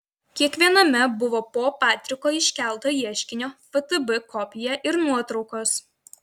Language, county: Lithuanian, Vilnius